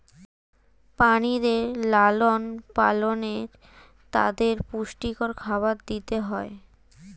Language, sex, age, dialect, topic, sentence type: Bengali, female, 36-40, Standard Colloquial, agriculture, statement